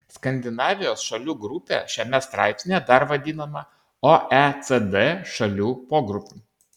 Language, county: Lithuanian, Kaunas